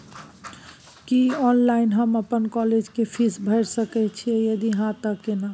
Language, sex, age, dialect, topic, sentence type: Maithili, female, 36-40, Bajjika, banking, question